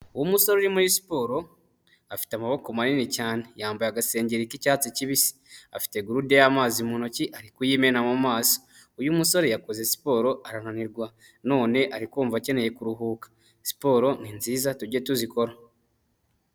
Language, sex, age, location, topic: Kinyarwanda, male, 18-24, Huye, health